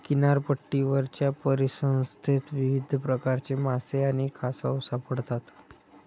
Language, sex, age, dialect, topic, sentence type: Marathi, male, 25-30, Standard Marathi, agriculture, statement